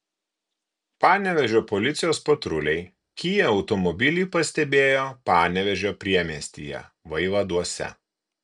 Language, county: Lithuanian, Kaunas